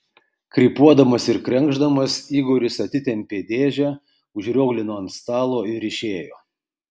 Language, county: Lithuanian, Kaunas